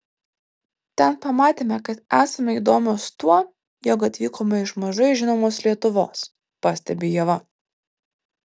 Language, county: Lithuanian, Vilnius